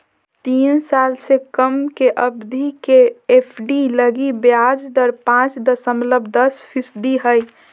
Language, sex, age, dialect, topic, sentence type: Magahi, female, 25-30, Southern, banking, statement